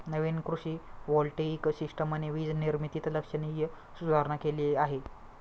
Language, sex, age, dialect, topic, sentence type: Marathi, male, 25-30, Standard Marathi, agriculture, statement